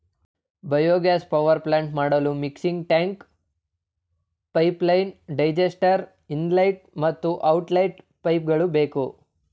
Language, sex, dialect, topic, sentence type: Kannada, male, Mysore Kannada, agriculture, statement